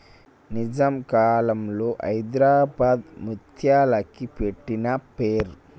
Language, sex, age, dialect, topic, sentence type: Telugu, male, 25-30, Telangana, agriculture, statement